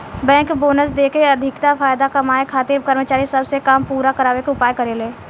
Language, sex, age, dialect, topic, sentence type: Bhojpuri, female, 18-24, Southern / Standard, banking, statement